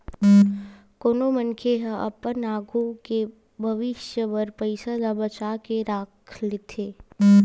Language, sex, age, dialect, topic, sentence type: Chhattisgarhi, female, 18-24, Western/Budati/Khatahi, banking, statement